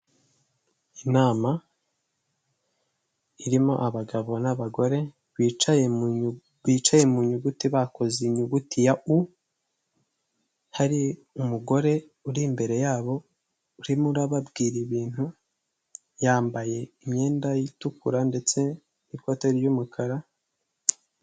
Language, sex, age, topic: Kinyarwanda, male, 18-24, government